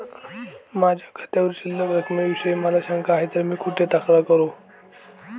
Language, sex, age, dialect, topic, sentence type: Marathi, female, 18-24, Standard Marathi, banking, question